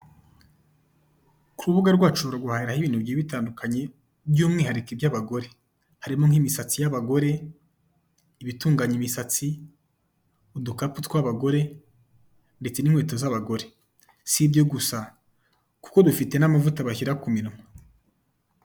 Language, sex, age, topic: Kinyarwanda, male, 25-35, finance